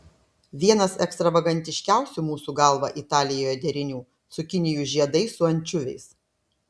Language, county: Lithuanian, Klaipėda